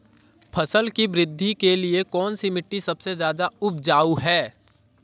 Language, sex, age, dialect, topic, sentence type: Hindi, female, 18-24, Marwari Dhudhari, agriculture, question